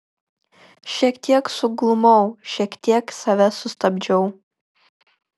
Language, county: Lithuanian, Kaunas